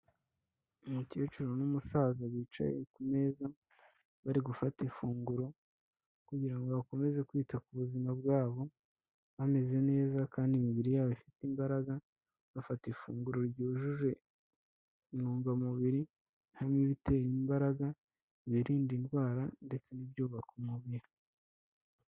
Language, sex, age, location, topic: Kinyarwanda, female, 18-24, Kigali, health